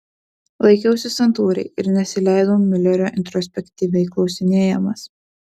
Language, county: Lithuanian, Utena